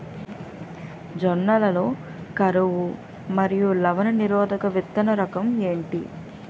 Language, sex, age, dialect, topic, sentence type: Telugu, female, 25-30, Utterandhra, agriculture, question